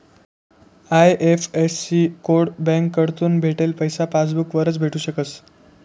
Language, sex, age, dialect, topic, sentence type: Marathi, male, 18-24, Northern Konkan, banking, statement